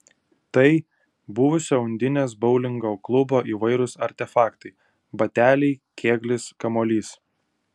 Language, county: Lithuanian, Utena